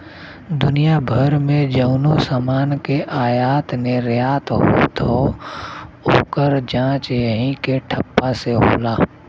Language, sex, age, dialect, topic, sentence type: Bhojpuri, male, 31-35, Western, banking, statement